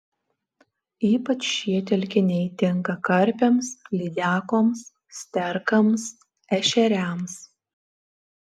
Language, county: Lithuanian, Alytus